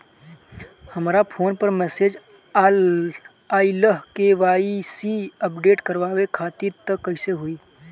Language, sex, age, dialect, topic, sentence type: Bhojpuri, male, 18-24, Southern / Standard, banking, question